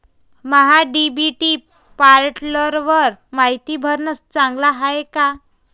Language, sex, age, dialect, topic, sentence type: Marathi, female, 25-30, Varhadi, agriculture, question